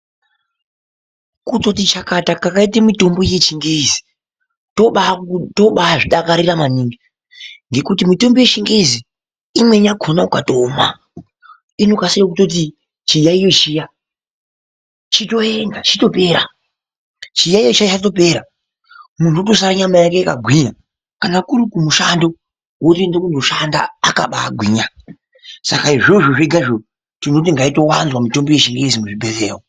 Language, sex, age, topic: Ndau, male, 25-35, health